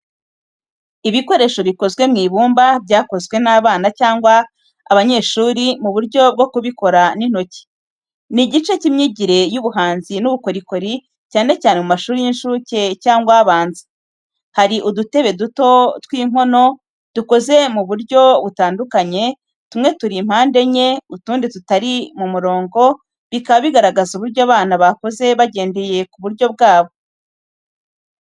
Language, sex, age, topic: Kinyarwanda, female, 36-49, education